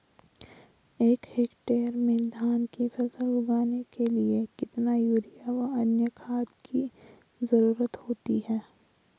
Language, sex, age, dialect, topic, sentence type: Hindi, female, 25-30, Garhwali, agriculture, question